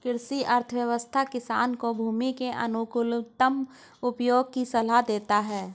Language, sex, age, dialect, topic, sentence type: Hindi, female, 60-100, Hindustani Malvi Khadi Boli, banking, statement